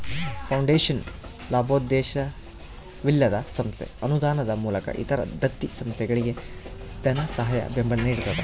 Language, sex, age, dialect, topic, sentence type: Kannada, male, 31-35, Central, banking, statement